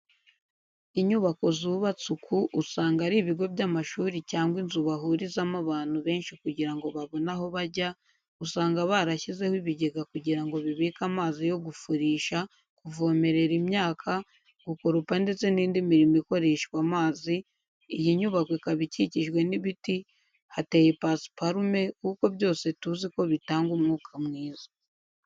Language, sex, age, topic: Kinyarwanda, female, 18-24, education